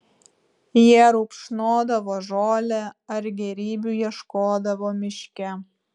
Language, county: Lithuanian, Vilnius